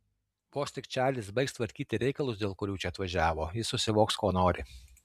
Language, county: Lithuanian, Alytus